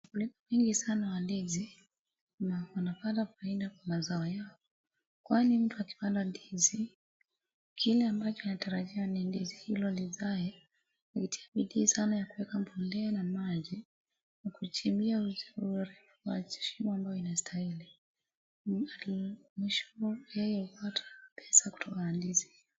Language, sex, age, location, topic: Swahili, female, 25-35, Wajir, agriculture